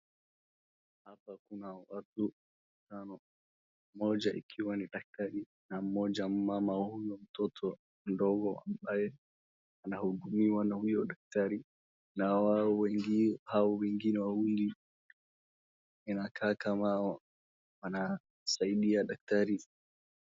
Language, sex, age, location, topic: Swahili, male, 18-24, Wajir, health